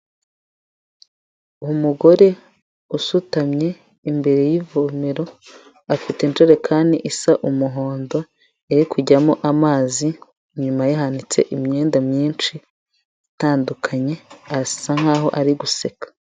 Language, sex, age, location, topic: Kinyarwanda, female, 25-35, Huye, health